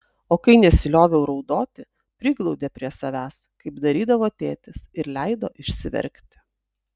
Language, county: Lithuanian, Utena